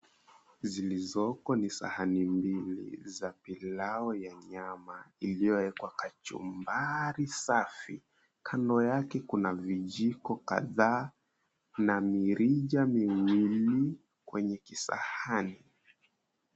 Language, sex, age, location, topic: Swahili, male, 18-24, Mombasa, agriculture